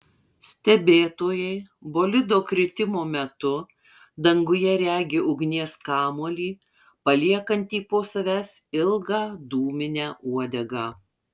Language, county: Lithuanian, Marijampolė